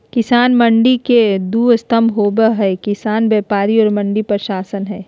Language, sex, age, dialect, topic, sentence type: Magahi, female, 36-40, Southern, agriculture, statement